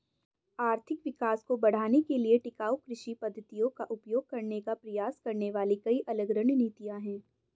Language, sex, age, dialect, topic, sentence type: Hindi, female, 18-24, Hindustani Malvi Khadi Boli, agriculture, statement